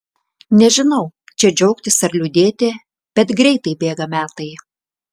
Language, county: Lithuanian, Klaipėda